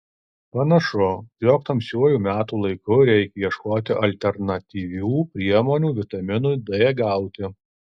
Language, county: Lithuanian, Alytus